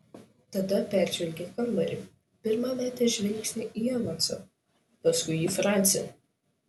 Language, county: Lithuanian, Šiauliai